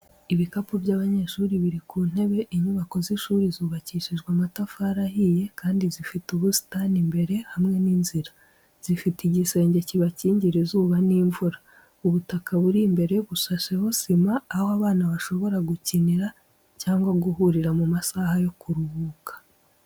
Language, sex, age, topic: Kinyarwanda, female, 18-24, education